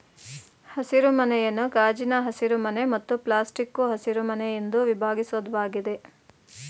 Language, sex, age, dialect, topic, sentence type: Kannada, female, 36-40, Mysore Kannada, agriculture, statement